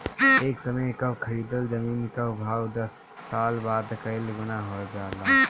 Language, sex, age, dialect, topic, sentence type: Bhojpuri, male, 18-24, Northern, banking, statement